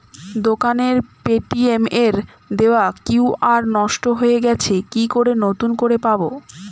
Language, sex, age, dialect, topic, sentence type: Bengali, female, 25-30, Standard Colloquial, banking, question